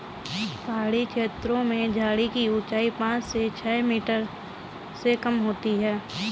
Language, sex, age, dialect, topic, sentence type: Hindi, female, 60-100, Kanauji Braj Bhasha, agriculture, statement